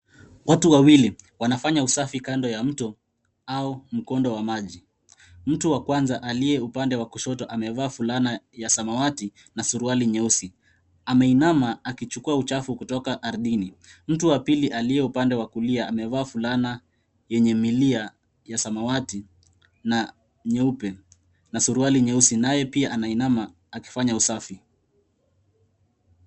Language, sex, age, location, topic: Swahili, male, 18-24, Nairobi, government